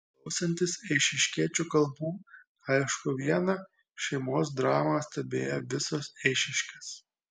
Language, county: Lithuanian, Kaunas